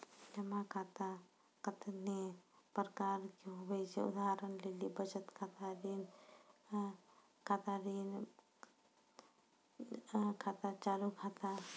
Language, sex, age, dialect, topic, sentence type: Maithili, female, 60-100, Angika, banking, statement